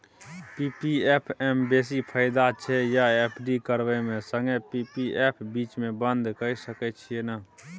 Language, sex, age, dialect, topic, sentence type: Maithili, male, 18-24, Bajjika, banking, question